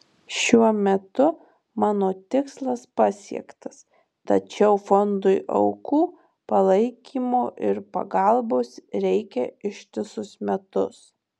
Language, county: Lithuanian, Marijampolė